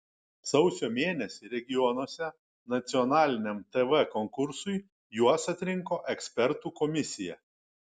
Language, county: Lithuanian, Kaunas